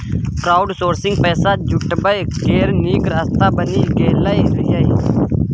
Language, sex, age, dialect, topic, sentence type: Maithili, male, 31-35, Bajjika, banking, statement